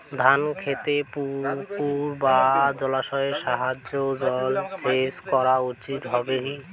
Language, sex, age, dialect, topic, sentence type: Bengali, male, 18-24, Rajbangshi, agriculture, question